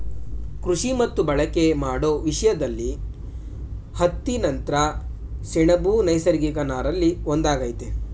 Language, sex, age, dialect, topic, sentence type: Kannada, male, 18-24, Mysore Kannada, agriculture, statement